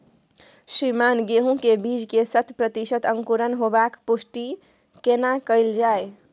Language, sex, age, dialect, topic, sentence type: Maithili, female, 18-24, Bajjika, agriculture, question